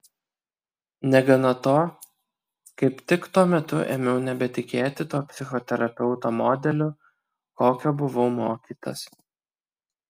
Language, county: Lithuanian, Kaunas